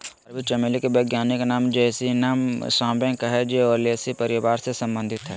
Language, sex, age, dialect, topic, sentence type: Magahi, male, 18-24, Southern, agriculture, statement